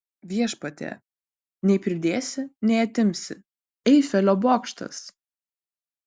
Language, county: Lithuanian, Vilnius